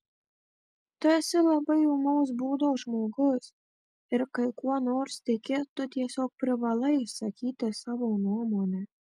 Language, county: Lithuanian, Marijampolė